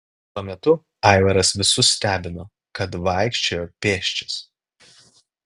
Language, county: Lithuanian, Klaipėda